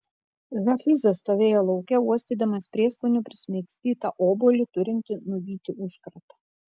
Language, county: Lithuanian, Kaunas